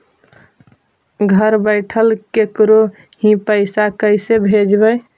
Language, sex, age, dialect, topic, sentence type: Magahi, female, 18-24, Central/Standard, banking, question